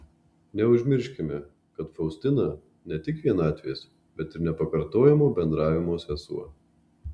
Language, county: Lithuanian, Marijampolė